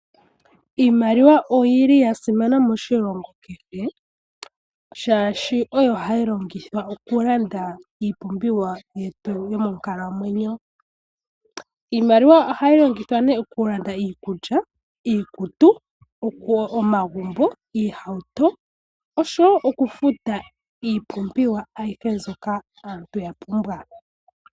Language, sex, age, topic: Oshiwambo, female, 18-24, finance